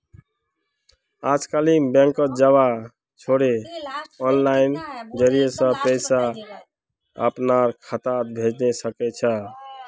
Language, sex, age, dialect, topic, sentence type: Magahi, male, 36-40, Northeastern/Surjapuri, banking, statement